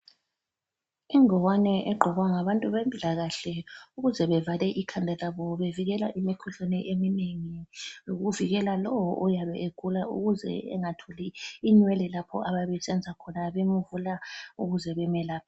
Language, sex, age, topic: North Ndebele, female, 36-49, health